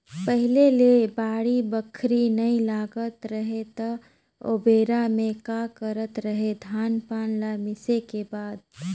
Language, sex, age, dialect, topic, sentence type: Chhattisgarhi, female, 25-30, Northern/Bhandar, agriculture, statement